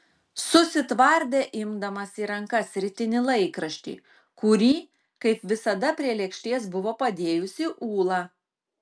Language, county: Lithuanian, Klaipėda